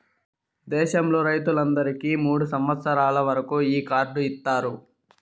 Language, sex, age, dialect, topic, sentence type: Telugu, male, 51-55, Southern, agriculture, statement